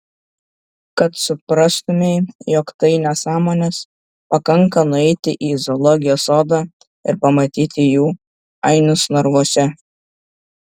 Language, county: Lithuanian, Šiauliai